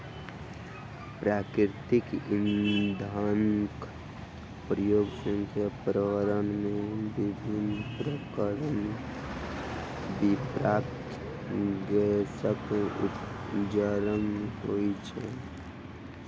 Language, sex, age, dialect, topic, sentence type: Maithili, female, 31-35, Southern/Standard, agriculture, statement